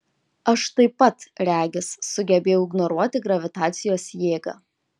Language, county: Lithuanian, Kaunas